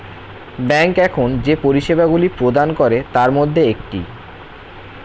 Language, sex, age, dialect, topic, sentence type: Bengali, male, 18-24, Standard Colloquial, banking, statement